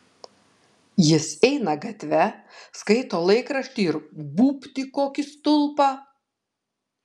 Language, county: Lithuanian, Kaunas